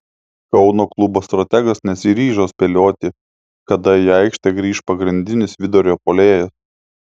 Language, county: Lithuanian, Klaipėda